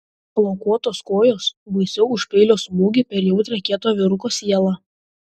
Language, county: Lithuanian, Šiauliai